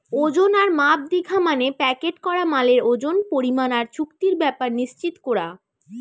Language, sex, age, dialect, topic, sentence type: Bengali, female, 18-24, Western, agriculture, statement